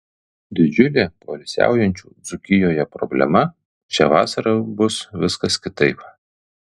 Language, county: Lithuanian, Kaunas